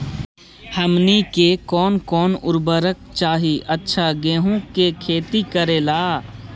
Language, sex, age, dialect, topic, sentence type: Magahi, male, 18-24, Central/Standard, agriculture, question